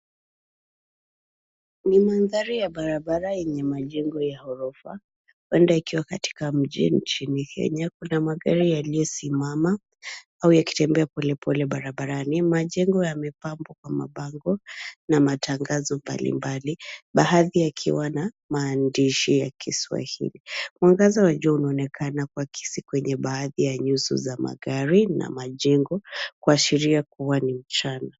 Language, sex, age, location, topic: Swahili, female, 25-35, Nairobi, government